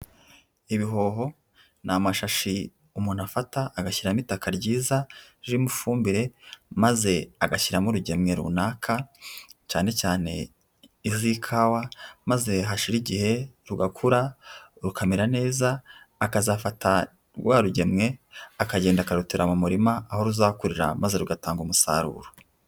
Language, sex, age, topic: Kinyarwanda, female, 25-35, agriculture